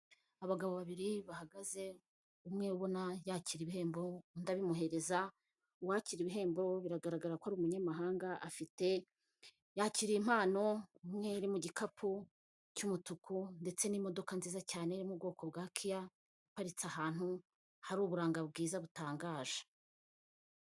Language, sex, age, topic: Kinyarwanda, female, 25-35, finance